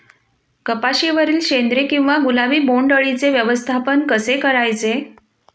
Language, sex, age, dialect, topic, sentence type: Marathi, female, 41-45, Standard Marathi, agriculture, question